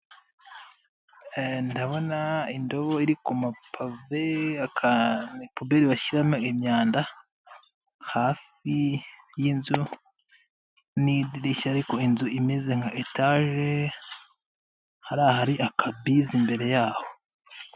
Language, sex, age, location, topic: Kinyarwanda, male, 25-35, Nyagatare, education